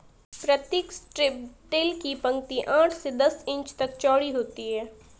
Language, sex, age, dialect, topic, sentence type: Hindi, female, 18-24, Marwari Dhudhari, agriculture, statement